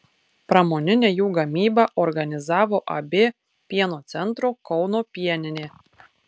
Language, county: Lithuanian, Tauragė